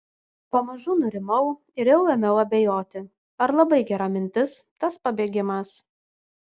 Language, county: Lithuanian, Kaunas